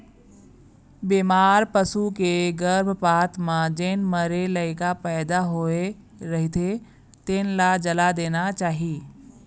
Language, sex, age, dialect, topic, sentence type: Chhattisgarhi, female, 41-45, Eastern, agriculture, statement